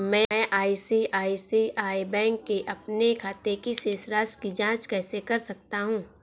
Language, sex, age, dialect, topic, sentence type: Hindi, female, 18-24, Awadhi Bundeli, banking, question